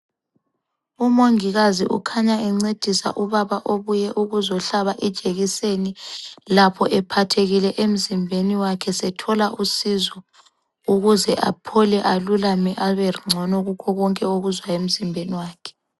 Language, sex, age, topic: North Ndebele, female, 25-35, health